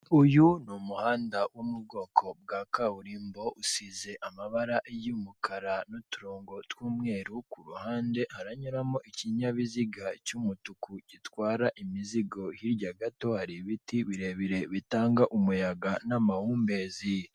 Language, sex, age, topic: Kinyarwanda, female, 36-49, government